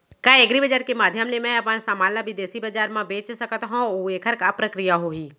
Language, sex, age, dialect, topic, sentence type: Chhattisgarhi, female, 36-40, Central, agriculture, question